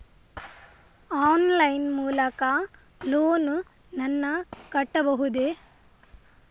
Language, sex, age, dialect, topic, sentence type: Kannada, female, 25-30, Coastal/Dakshin, banking, question